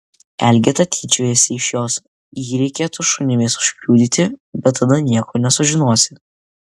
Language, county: Lithuanian, Vilnius